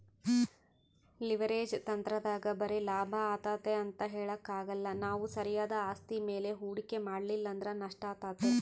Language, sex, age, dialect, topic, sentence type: Kannada, female, 31-35, Central, banking, statement